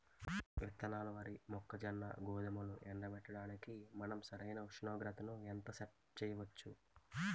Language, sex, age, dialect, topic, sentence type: Telugu, male, 18-24, Utterandhra, agriculture, question